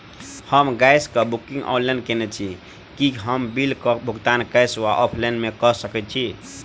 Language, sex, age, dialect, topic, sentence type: Maithili, male, 18-24, Southern/Standard, banking, question